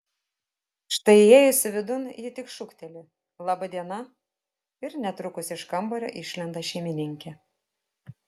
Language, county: Lithuanian, Vilnius